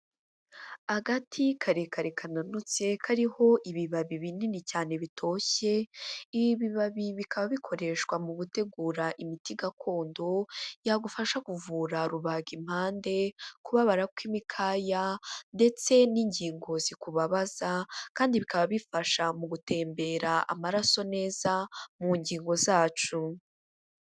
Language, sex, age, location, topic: Kinyarwanda, female, 25-35, Huye, health